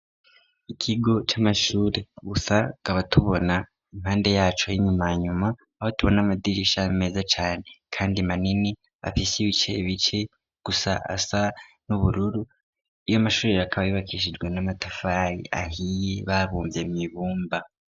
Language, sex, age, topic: Rundi, female, 18-24, education